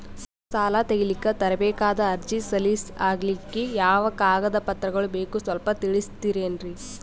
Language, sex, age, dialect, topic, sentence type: Kannada, female, 18-24, Northeastern, banking, question